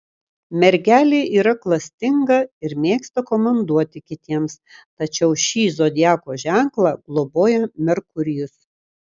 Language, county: Lithuanian, Kaunas